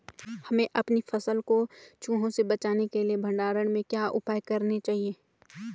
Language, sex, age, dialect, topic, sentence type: Hindi, female, 18-24, Garhwali, agriculture, question